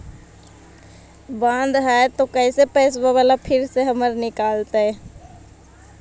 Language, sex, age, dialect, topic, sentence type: Magahi, female, 18-24, Central/Standard, banking, question